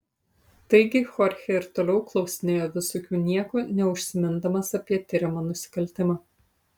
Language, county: Lithuanian, Utena